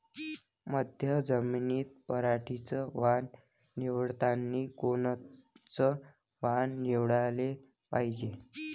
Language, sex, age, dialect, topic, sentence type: Marathi, male, 25-30, Varhadi, agriculture, question